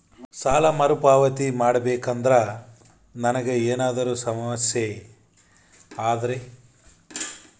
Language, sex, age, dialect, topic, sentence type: Kannada, male, 25-30, Central, banking, question